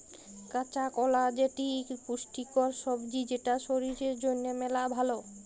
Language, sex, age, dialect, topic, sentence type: Bengali, female, 25-30, Jharkhandi, agriculture, statement